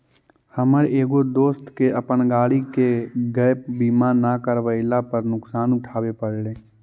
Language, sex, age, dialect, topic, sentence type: Magahi, male, 18-24, Central/Standard, banking, statement